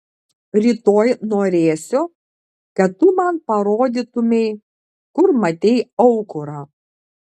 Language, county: Lithuanian, Klaipėda